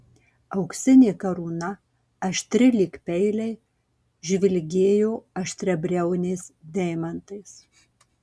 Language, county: Lithuanian, Marijampolė